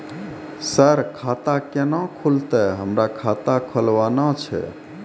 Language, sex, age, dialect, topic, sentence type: Maithili, male, 31-35, Angika, banking, question